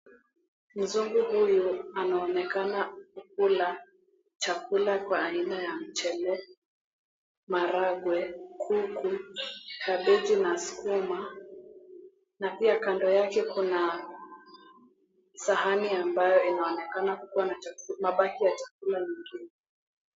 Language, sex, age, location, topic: Swahili, female, 18-24, Mombasa, agriculture